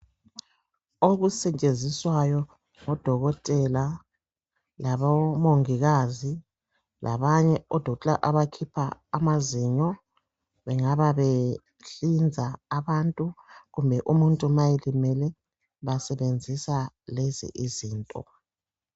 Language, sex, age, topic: North Ndebele, female, 36-49, health